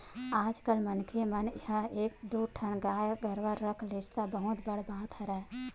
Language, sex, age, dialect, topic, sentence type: Chhattisgarhi, female, 25-30, Western/Budati/Khatahi, agriculture, statement